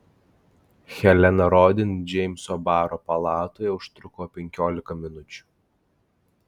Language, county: Lithuanian, Klaipėda